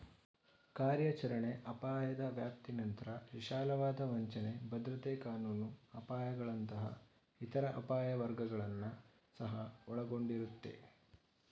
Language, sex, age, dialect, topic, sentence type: Kannada, male, 46-50, Mysore Kannada, banking, statement